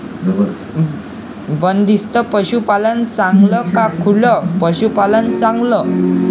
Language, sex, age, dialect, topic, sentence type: Marathi, male, 25-30, Varhadi, agriculture, question